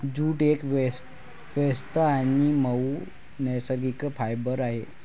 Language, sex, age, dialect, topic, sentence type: Marathi, male, 18-24, Varhadi, agriculture, statement